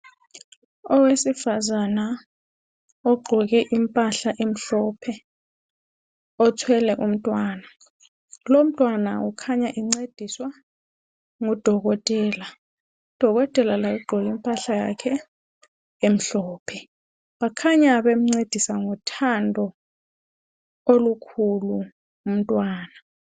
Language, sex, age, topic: North Ndebele, female, 25-35, health